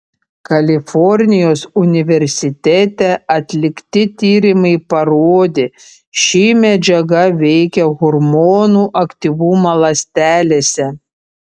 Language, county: Lithuanian, Panevėžys